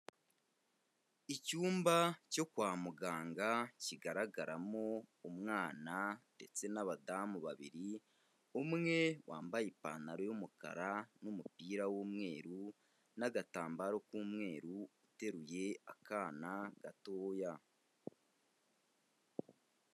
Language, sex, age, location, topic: Kinyarwanda, male, 25-35, Kigali, health